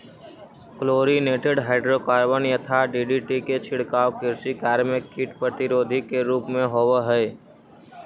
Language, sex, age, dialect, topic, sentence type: Magahi, male, 18-24, Central/Standard, banking, statement